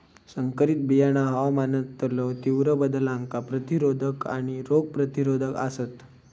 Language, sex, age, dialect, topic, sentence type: Marathi, male, 25-30, Southern Konkan, agriculture, statement